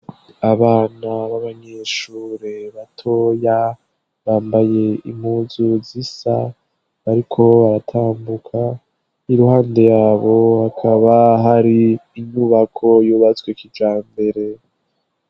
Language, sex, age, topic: Rundi, male, 18-24, education